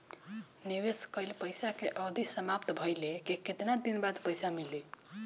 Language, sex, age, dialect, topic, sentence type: Bhojpuri, male, 18-24, Northern, banking, question